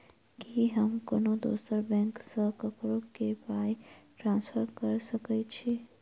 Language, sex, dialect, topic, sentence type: Maithili, female, Southern/Standard, banking, statement